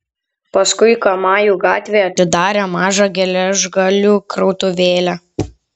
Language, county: Lithuanian, Kaunas